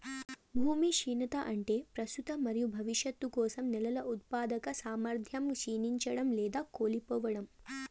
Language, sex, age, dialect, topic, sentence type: Telugu, female, 18-24, Southern, agriculture, statement